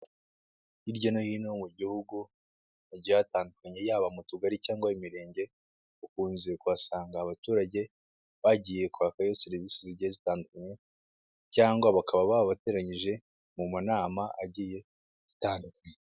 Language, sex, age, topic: Kinyarwanda, male, 25-35, government